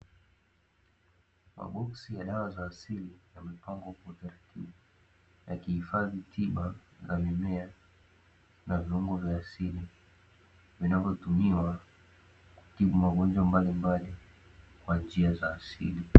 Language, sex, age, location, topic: Swahili, male, 18-24, Dar es Salaam, health